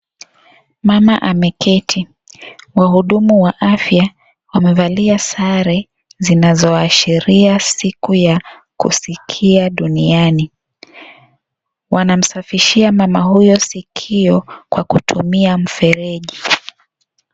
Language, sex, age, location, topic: Swahili, female, 25-35, Kisii, health